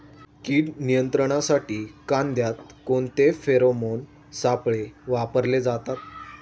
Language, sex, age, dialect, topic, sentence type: Marathi, male, 18-24, Standard Marathi, agriculture, question